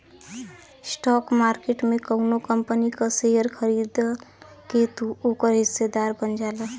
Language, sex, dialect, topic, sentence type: Bhojpuri, female, Western, banking, statement